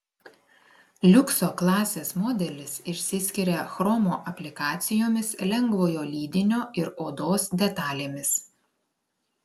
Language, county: Lithuanian, Klaipėda